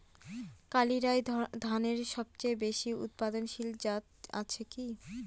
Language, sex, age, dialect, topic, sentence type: Bengali, female, 18-24, Northern/Varendri, agriculture, question